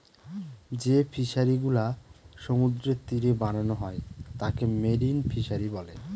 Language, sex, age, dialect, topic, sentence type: Bengali, male, 25-30, Northern/Varendri, agriculture, statement